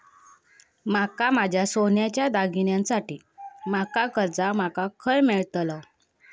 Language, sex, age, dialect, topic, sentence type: Marathi, female, 25-30, Southern Konkan, banking, statement